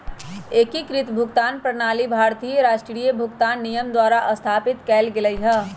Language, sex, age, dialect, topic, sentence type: Magahi, female, 31-35, Western, banking, statement